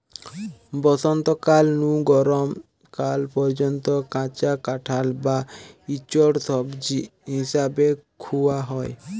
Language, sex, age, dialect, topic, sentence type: Bengali, male, 18-24, Western, agriculture, statement